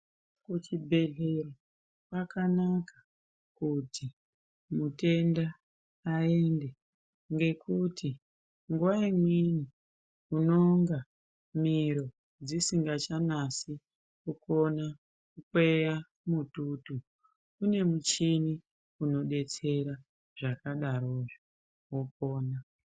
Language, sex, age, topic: Ndau, female, 18-24, health